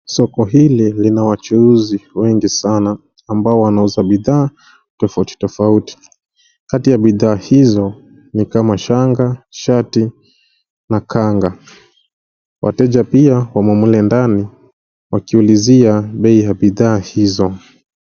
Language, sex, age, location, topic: Swahili, male, 25-35, Nairobi, finance